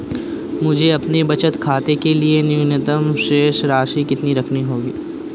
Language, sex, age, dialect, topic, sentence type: Hindi, male, 18-24, Marwari Dhudhari, banking, question